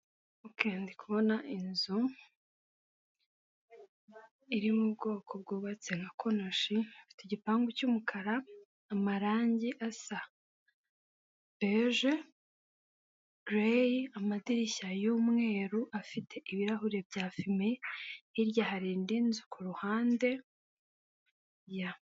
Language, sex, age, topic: Kinyarwanda, female, 18-24, finance